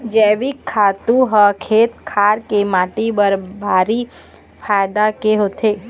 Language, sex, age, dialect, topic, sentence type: Chhattisgarhi, female, 18-24, Eastern, agriculture, statement